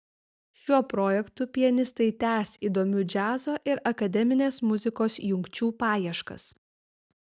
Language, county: Lithuanian, Vilnius